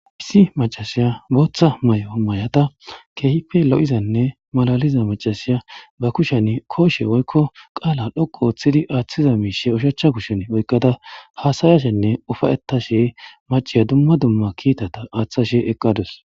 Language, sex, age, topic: Gamo, male, 18-24, government